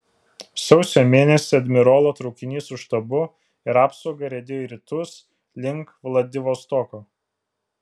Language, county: Lithuanian, Vilnius